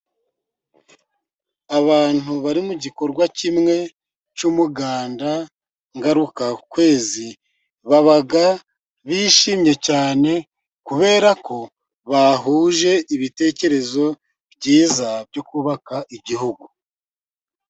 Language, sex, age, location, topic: Kinyarwanda, male, 50+, Musanze, government